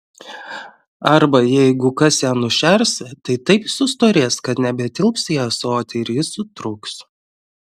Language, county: Lithuanian, Klaipėda